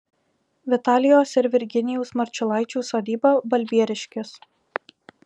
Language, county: Lithuanian, Alytus